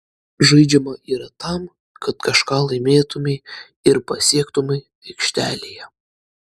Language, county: Lithuanian, Klaipėda